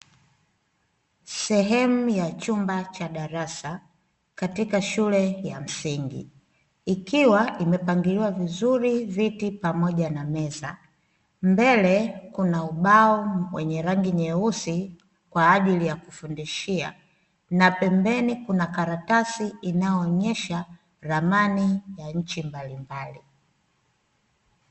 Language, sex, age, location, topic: Swahili, female, 25-35, Dar es Salaam, education